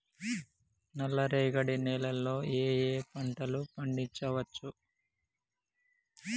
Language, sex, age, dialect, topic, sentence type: Telugu, male, 25-30, Telangana, agriculture, question